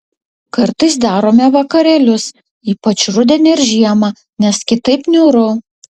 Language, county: Lithuanian, Utena